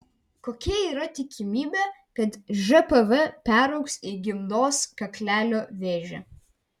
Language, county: Lithuanian, Vilnius